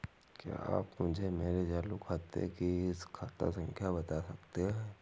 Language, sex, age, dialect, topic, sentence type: Hindi, male, 41-45, Awadhi Bundeli, banking, question